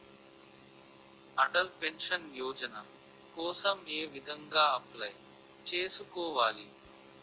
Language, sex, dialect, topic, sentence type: Telugu, male, Utterandhra, banking, question